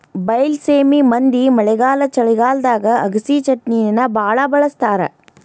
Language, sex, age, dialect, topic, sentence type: Kannada, female, 31-35, Dharwad Kannada, agriculture, statement